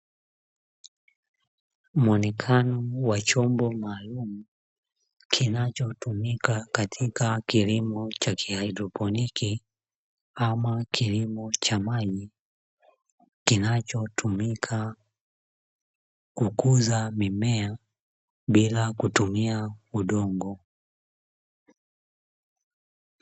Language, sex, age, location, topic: Swahili, male, 25-35, Dar es Salaam, agriculture